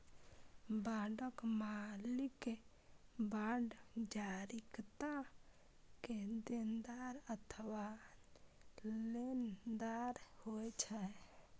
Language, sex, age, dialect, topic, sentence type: Maithili, female, 25-30, Eastern / Thethi, banking, statement